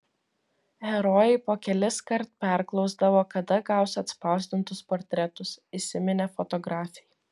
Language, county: Lithuanian, Vilnius